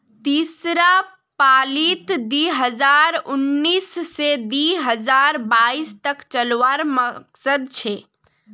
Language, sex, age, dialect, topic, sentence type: Magahi, female, 25-30, Northeastern/Surjapuri, banking, statement